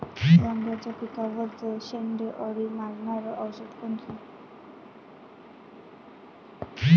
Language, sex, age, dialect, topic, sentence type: Marathi, female, 18-24, Varhadi, agriculture, question